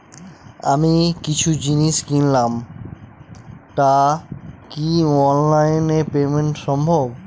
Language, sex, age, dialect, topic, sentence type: Bengali, male, 25-30, Northern/Varendri, banking, question